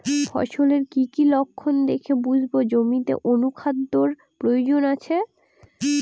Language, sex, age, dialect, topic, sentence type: Bengali, female, 18-24, Northern/Varendri, agriculture, question